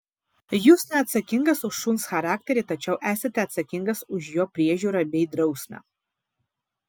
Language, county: Lithuanian, Vilnius